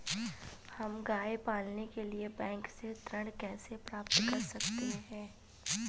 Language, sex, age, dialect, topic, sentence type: Hindi, female, 25-30, Awadhi Bundeli, banking, question